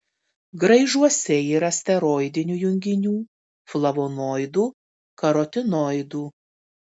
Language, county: Lithuanian, Tauragė